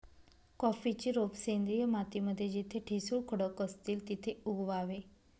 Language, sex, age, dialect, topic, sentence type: Marathi, female, 25-30, Northern Konkan, agriculture, statement